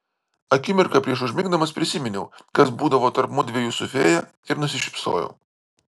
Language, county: Lithuanian, Vilnius